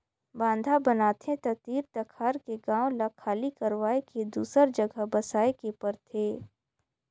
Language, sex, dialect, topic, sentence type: Chhattisgarhi, female, Northern/Bhandar, agriculture, statement